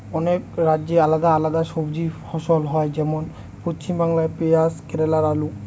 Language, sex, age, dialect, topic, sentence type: Bengali, male, 18-24, Northern/Varendri, agriculture, statement